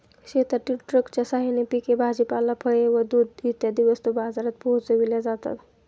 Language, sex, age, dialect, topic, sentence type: Marathi, male, 18-24, Standard Marathi, agriculture, statement